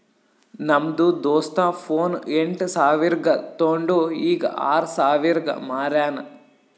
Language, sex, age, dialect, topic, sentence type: Kannada, male, 18-24, Northeastern, banking, statement